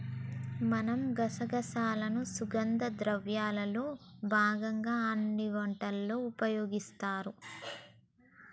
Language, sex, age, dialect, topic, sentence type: Telugu, female, 18-24, Telangana, agriculture, statement